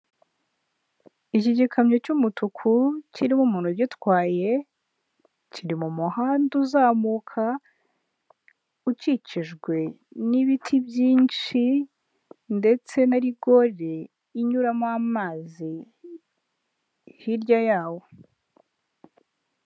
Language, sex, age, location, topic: Kinyarwanda, female, 18-24, Huye, government